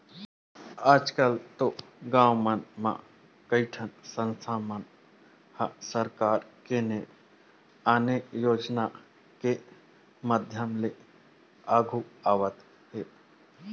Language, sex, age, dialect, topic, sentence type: Chhattisgarhi, male, 18-24, Western/Budati/Khatahi, banking, statement